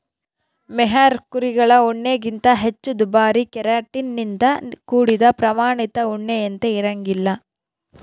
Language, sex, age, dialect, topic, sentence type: Kannada, female, 31-35, Central, agriculture, statement